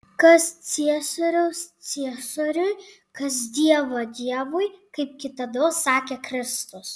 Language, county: Lithuanian, Panevėžys